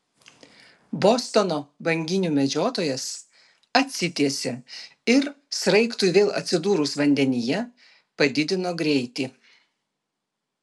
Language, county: Lithuanian, Vilnius